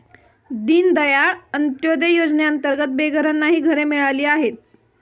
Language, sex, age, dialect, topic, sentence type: Marathi, female, 18-24, Standard Marathi, banking, statement